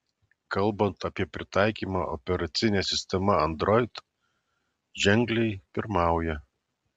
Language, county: Lithuanian, Alytus